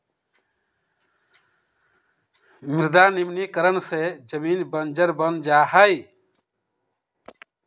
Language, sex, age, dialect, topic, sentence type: Magahi, male, 56-60, Western, agriculture, statement